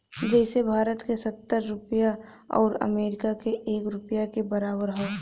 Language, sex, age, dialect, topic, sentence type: Bhojpuri, female, 25-30, Western, banking, statement